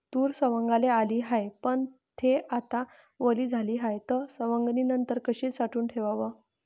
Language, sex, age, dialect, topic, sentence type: Marathi, female, 18-24, Varhadi, agriculture, question